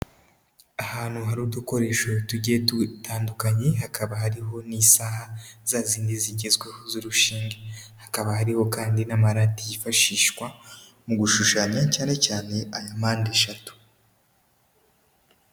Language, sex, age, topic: Kinyarwanda, female, 18-24, education